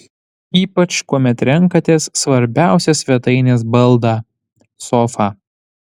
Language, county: Lithuanian, Panevėžys